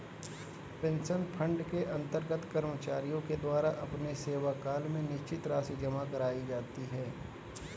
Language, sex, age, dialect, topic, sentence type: Hindi, male, 18-24, Kanauji Braj Bhasha, banking, statement